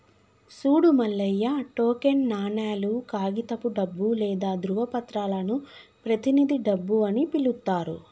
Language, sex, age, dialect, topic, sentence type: Telugu, female, 25-30, Telangana, banking, statement